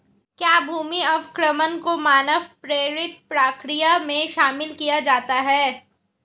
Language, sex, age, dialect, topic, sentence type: Hindi, female, 18-24, Marwari Dhudhari, agriculture, statement